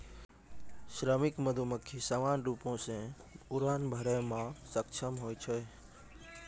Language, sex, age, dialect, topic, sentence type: Maithili, male, 18-24, Angika, agriculture, statement